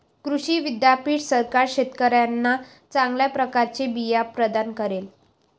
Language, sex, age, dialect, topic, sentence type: Marathi, female, 18-24, Varhadi, agriculture, statement